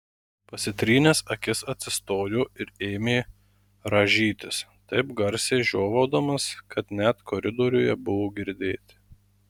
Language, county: Lithuanian, Marijampolė